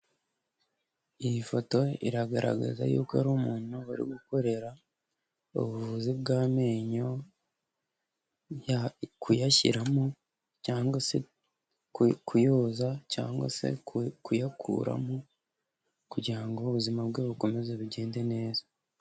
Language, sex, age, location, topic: Kinyarwanda, male, 18-24, Kigali, health